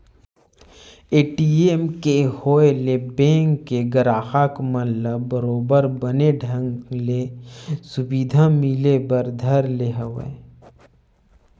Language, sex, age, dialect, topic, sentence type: Chhattisgarhi, male, 25-30, Western/Budati/Khatahi, banking, statement